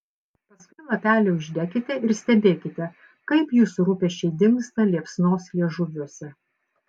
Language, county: Lithuanian, Panevėžys